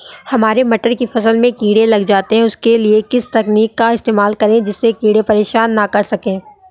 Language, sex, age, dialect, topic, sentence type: Hindi, male, 18-24, Awadhi Bundeli, agriculture, question